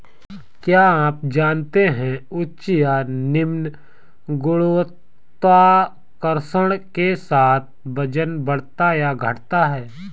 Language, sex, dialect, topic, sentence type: Hindi, male, Marwari Dhudhari, agriculture, statement